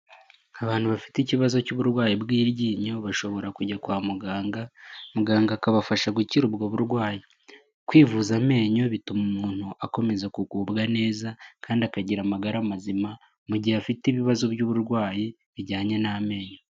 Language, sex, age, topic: Kinyarwanda, male, 18-24, health